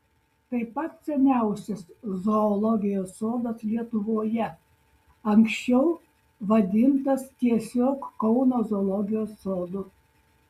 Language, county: Lithuanian, Šiauliai